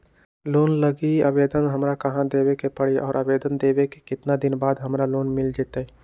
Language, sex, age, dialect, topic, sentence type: Magahi, male, 18-24, Western, banking, question